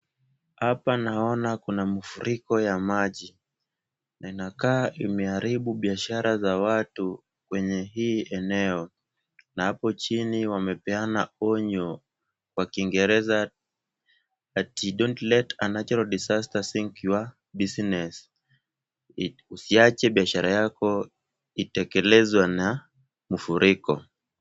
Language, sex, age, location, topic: Swahili, male, 18-24, Kisumu, finance